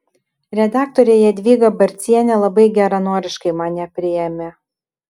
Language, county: Lithuanian, Kaunas